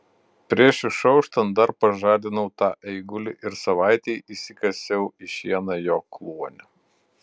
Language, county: Lithuanian, Utena